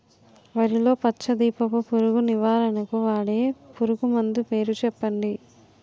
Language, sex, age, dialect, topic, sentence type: Telugu, female, 18-24, Utterandhra, agriculture, question